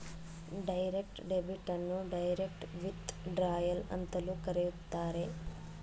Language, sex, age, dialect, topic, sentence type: Kannada, female, 36-40, Mysore Kannada, banking, statement